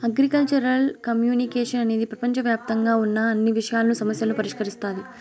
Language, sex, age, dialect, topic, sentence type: Telugu, female, 18-24, Southern, agriculture, statement